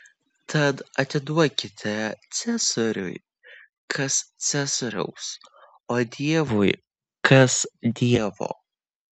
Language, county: Lithuanian, Vilnius